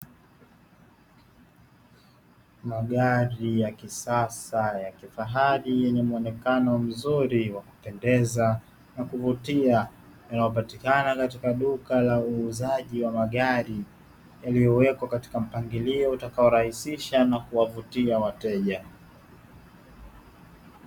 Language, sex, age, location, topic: Swahili, male, 18-24, Dar es Salaam, finance